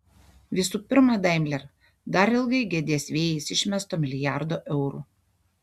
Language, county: Lithuanian, Šiauliai